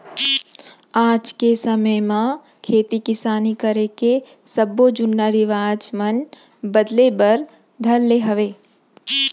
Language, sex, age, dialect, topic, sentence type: Chhattisgarhi, female, 25-30, Central, agriculture, statement